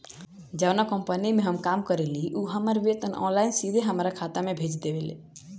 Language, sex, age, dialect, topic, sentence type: Bhojpuri, female, 18-24, Southern / Standard, banking, statement